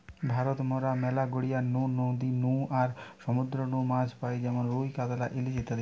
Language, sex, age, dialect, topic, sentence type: Bengali, male, 25-30, Western, agriculture, statement